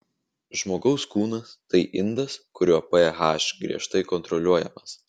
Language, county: Lithuanian, Vilnius